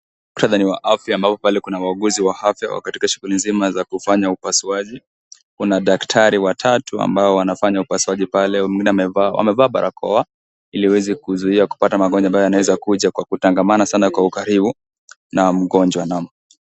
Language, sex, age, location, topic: Swahili, male, 18-24, Kisii, health